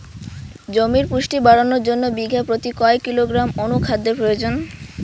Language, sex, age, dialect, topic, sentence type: Bengali, female, 18-24, Rajbangshi, agriculture, question